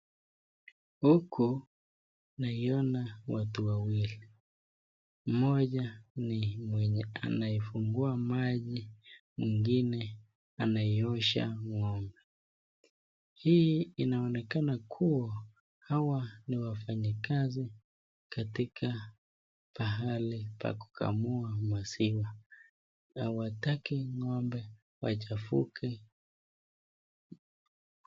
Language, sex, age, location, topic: Swahili, female, 36-49, Nakuru, agriculture